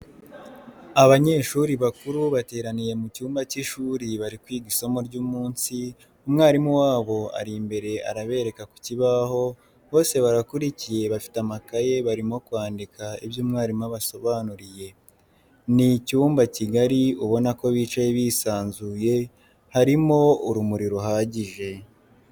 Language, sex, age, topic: Kinyarwanda, male, 18-24, education